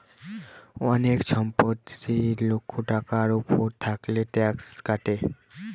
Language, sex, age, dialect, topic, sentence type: Bengali, male, <18, Northern/Varendri, banking, statement